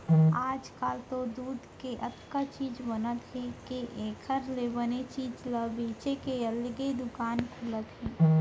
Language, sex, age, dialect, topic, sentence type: Chhattisgarhi, female, 60-100, Central, agriculture, statement